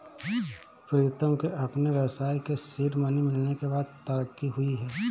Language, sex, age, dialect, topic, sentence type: Hindi, male, 25-30, Awadhi Bundeli, banking, statement